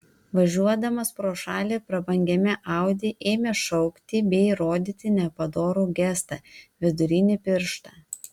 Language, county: Lithuanian, Vilnius